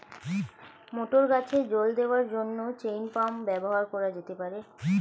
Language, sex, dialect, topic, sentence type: Bengali, female, Standard Colloquial, agriculture, question